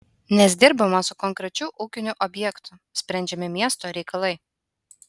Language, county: Lithuanian, Utena